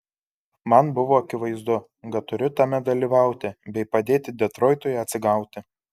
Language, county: Lithuanian, Kaunas